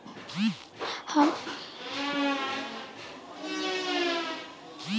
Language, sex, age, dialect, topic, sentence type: Bhojpuri, female, 18-24, Northern, agriculture, question